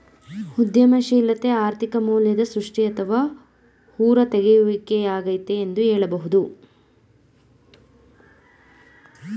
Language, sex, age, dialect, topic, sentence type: Kannada, female, 25-30, Mysore Kannada, banking, statement